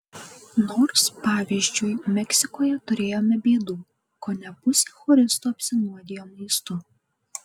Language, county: Lithuanian, Kaunas